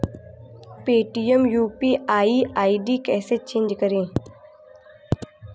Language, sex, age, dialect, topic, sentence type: Hindi, female, 18-24, Hindustani Malvi Khadi Boli, banking, question